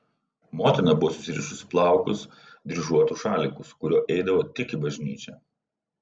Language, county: Lithuanian, Vilnius